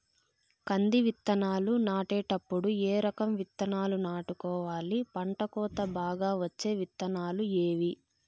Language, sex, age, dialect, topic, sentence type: Telugu, female, 46-50, Southern, agriculture, question